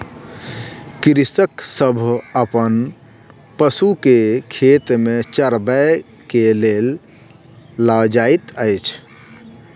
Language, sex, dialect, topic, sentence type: Maithili, male, Southern/Standard, agriculture, statement